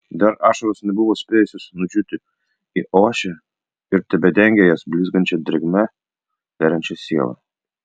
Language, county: Lithuanian, Vilnius